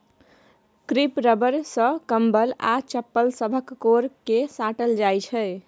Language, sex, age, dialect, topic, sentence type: Maithili, female, 18-24, Bajjika, agriculture, statement